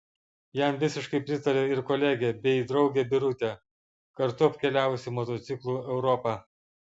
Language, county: Lithuanian, Vilnius